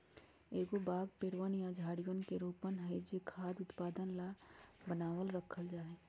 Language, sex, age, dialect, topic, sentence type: Magahi, male, 41-45, Western, agriculture, statement